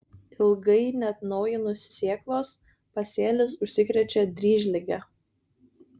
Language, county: Lithuanian, Kaunas